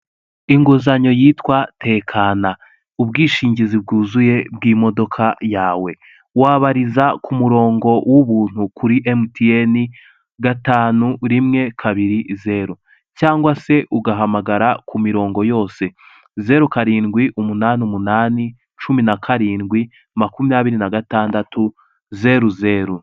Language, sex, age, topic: Kinyarwanda, male, 18-24, finance